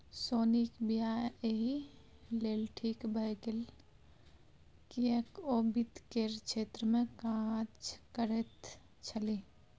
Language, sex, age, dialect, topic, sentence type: Maithili, female, 25-30, Bajjika, banking, statement